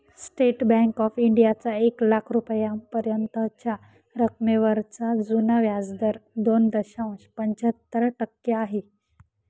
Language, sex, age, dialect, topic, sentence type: Marathi, female, 18-24, Northern Konkan, banking, statement